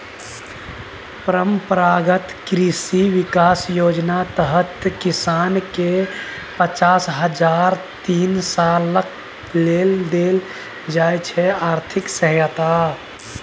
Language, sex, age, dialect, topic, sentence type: Maithili, male, 18-24, Bajjika, agriculture, statement